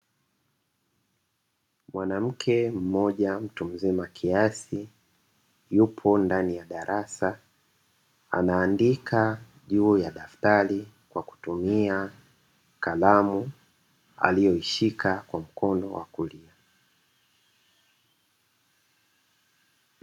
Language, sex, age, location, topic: Swahili, male, 36-49, Dar es Salaam, education